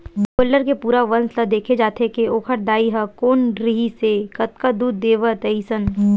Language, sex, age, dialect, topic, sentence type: Chhattisgarhi, female, 18-24, Western/Budati/Khatahi, agriculture, statement